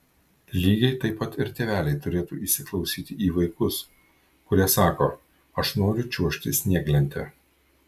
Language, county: Lithuanian, Kaunas